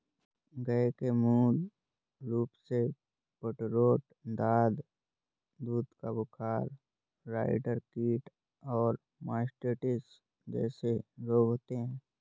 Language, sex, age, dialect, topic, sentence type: Hindi, male, 31-35, Awadhi Bundeli, agriculture, statement